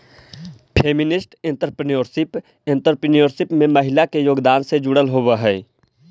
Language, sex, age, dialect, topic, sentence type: Magahi, male, 18-24, Central/Standard, banking, statement